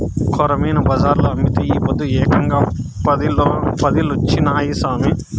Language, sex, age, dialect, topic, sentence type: Telugu, male, 31-35, Southern, agriculture, statement